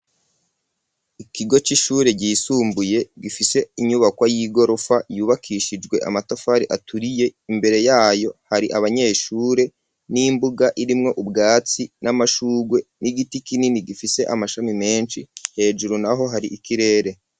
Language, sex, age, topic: Rundi, male, 36-49, education